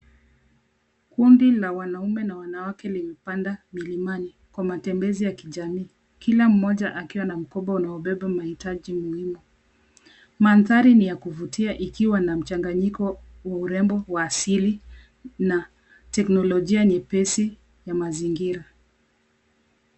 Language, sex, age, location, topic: Swahili, female, 25-35, Nairobi, government